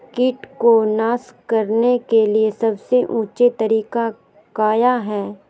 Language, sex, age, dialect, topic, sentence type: Magahi, female, 31-35, Southern, agriculture, question